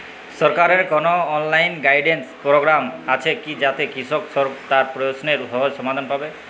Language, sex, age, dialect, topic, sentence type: Bengali, male, 18-24, Jharkhandi, agriculture, question